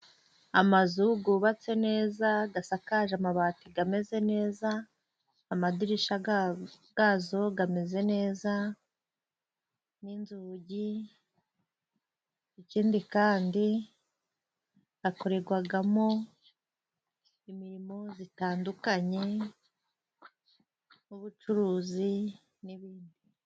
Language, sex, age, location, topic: Kinyarwanda, female, 25-35, Musanze, government